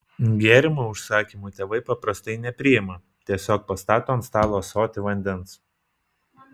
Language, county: Lithuanian, Vilnius